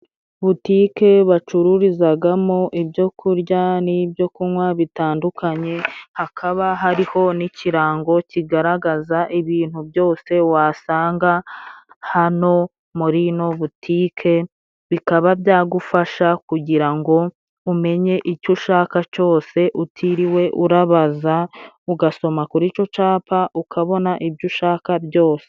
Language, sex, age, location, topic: Kinyarwanda, female, 25-35, Musanze, finance